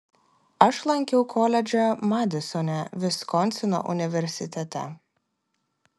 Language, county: Lithuanian, Klaipėda